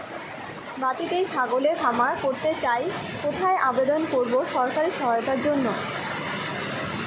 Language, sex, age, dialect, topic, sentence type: Bengali, female, 18-24, Rajbangshi, agriculture, question